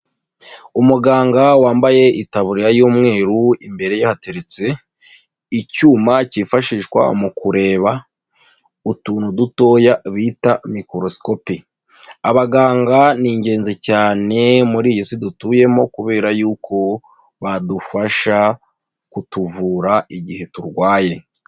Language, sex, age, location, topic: Kinyarwanda, female, 25-35, Nyagatare, health